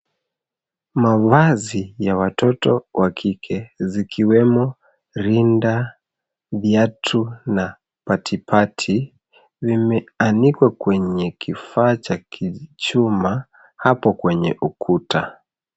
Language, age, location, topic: Swahili, 25-35, Nairobi, finance